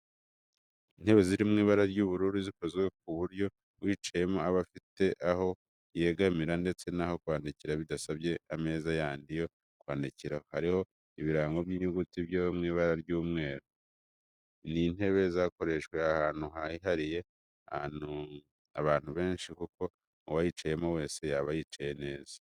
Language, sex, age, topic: Kinyarwanda, male, 25-35, education